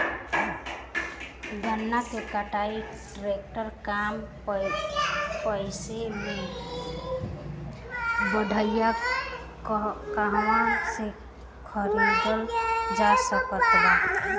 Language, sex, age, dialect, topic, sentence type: Bhojpuri, female, <18, Southern / Standard, agriculture, question